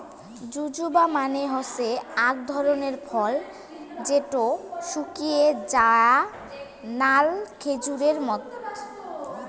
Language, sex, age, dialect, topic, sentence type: Bengali, female, 18-24, Rajbangshi, agriculture, statement